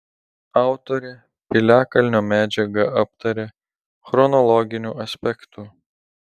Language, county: Lithuanian, Telšiai